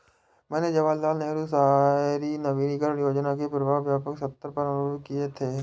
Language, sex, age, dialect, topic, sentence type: Hindi, male, 18-24, Awadhi Bundeli, banking, statement